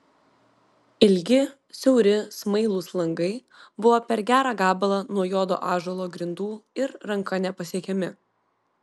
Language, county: Lithuanian, Vilnius